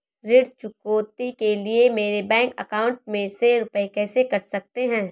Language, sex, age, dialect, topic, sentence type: Hindi, female, 18-24, Kanauji Braj Bhasha, banking, question